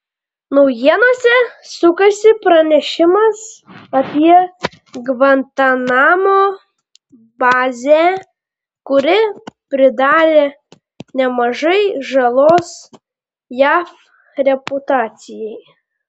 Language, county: Lithuanian, Panevėžys